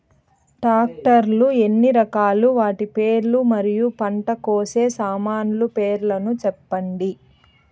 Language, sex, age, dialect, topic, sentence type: Telugu, female, 31-35, Southern, agriculture, question